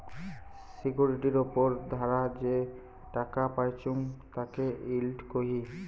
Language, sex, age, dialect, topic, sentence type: Bengali, male, 18-24, Rajbangshi, banking, statement